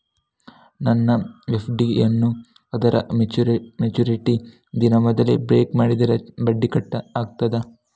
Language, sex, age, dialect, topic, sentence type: Kannada, male, 36-40, Coastal/Dakshin, banking, question